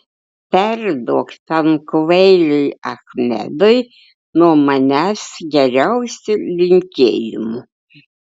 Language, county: Lithuanian, Klaipėda